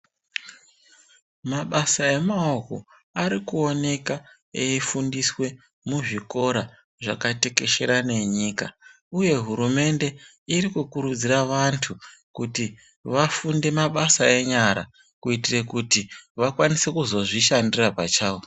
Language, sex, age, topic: Ndau, male, 36-49, education